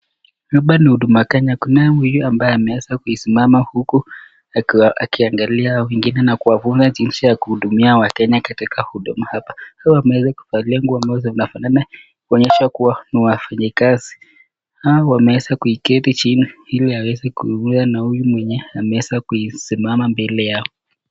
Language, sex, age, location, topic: Swahili, male, 18-24, Nakuru, government